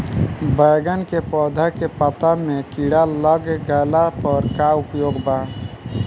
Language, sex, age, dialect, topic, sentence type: Bhojpuri, male, 31-35, Southern / Standard, agriculture, question